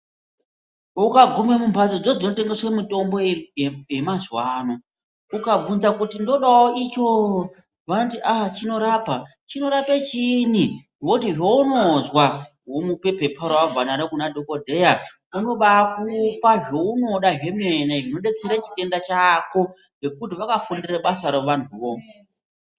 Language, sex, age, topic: Ndau, female, 36-49, health